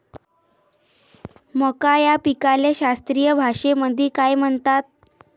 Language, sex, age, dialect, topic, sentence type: Marathi, female, 18-24, Varhadi, agriculture, question